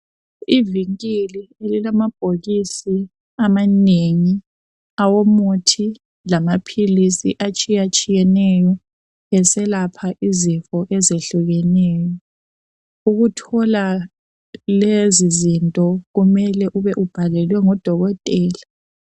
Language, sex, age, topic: North Ndebele, female, 25-35, health